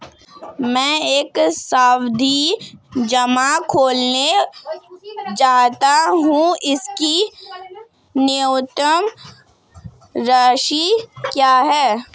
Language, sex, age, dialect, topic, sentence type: Hindi, female, 18-24, Marwari Dhudhari, banking, question